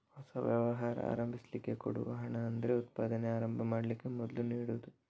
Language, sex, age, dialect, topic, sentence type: Kannada, male, 18-24, Coastal/Dakshin, banking, statement